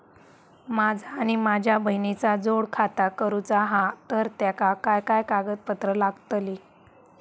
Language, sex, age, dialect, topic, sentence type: Marathi, female, 31-35, Southern Konkan, banking, question